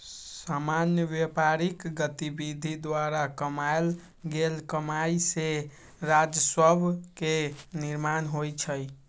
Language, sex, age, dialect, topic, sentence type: Magahi, male, 56-60, Western, banking, statement